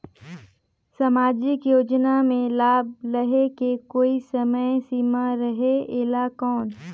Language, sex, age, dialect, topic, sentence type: Chhattisgarhi, female, 25-30, Northern/Bhandar, banking, question